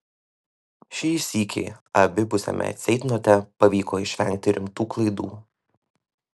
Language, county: Lithuanian, Vilnius